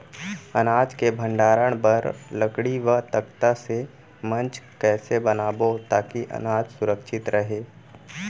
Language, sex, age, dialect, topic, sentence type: Chhattisgarhi, female, 18-24, Central, agriculture, question